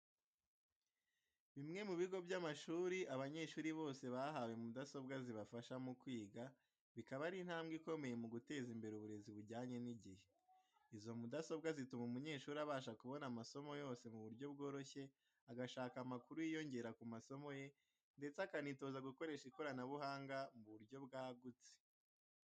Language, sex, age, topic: Kinyarwanda, male, 18-24, education